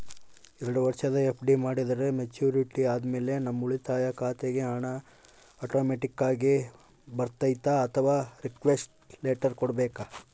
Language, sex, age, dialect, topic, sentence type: Kannada, male, 18-24, Central, banking, question